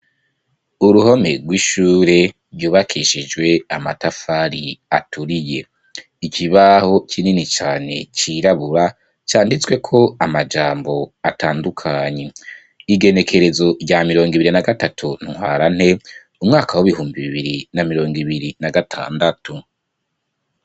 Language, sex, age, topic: Rundi, male, 25-35, education